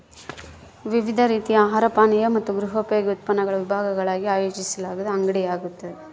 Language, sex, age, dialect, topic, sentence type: Kannada, female, 31-35, Central, agriculture, statement